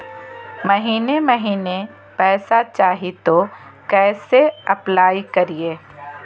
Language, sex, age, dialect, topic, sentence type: Magahi, female, 31-35, Southern, banking, question